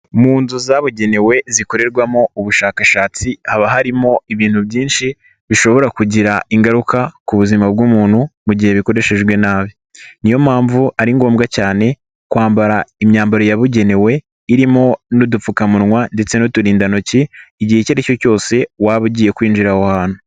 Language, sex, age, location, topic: Kinyarwanda, male, 18-24, Nyagatare, health